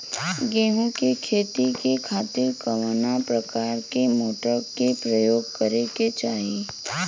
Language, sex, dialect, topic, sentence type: Bhojpuri, female, Western, agriculture, question